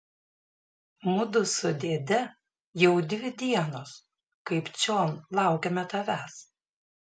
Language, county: Lithuanian, Šiauliai